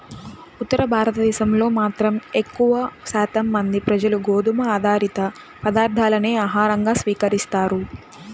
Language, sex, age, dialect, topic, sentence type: Telugu, female, 18-24, Central/Coastal, agriculture, statement